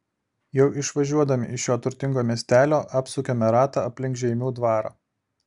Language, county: Lithuanian, Alytus